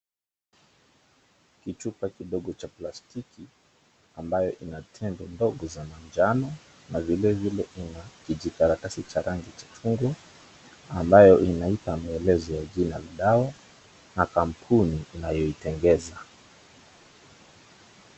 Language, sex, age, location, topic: Swahili, male, 36-49, Mombasa, health